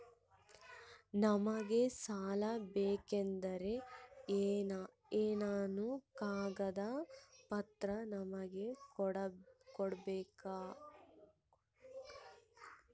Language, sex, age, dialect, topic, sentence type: Kannada, female, 18-24, Central, banking, question